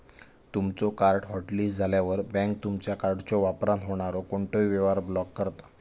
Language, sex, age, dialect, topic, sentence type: Marathi, male, 18-24, Southern Konkan, banking, statement